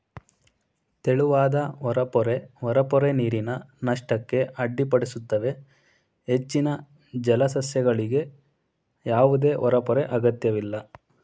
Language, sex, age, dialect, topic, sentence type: Kannada, male, 18-24, Mysore Kannada, agriculture, statement